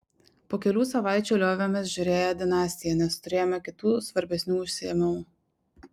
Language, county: Lithuanian, Šiauliai